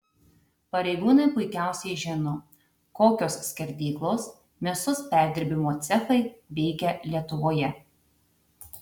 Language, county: Lithuanian, Tauragė